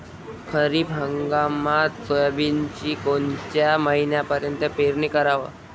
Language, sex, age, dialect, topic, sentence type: Marathi, male, 18-24, Varhadi, agriculture, question